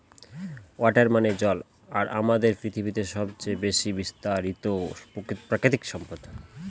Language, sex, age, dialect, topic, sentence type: Bengali, male, 25-30, Northern/Varendri, agriculture, statement